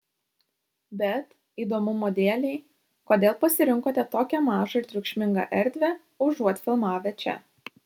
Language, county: Lithuanian, Šiauliai